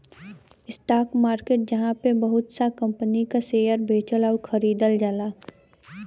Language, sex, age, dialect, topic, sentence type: Bhojpuri, female, 18-24, Western, banking, statement